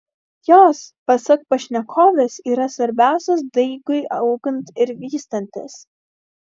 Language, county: Lithuanian, Vilnius